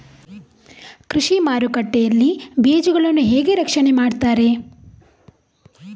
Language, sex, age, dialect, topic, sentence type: Kannada, female, 51-55, Coastal/Dakshin, agriculture, question